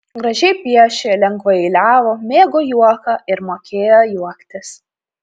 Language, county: Lithuanian, Panevėžys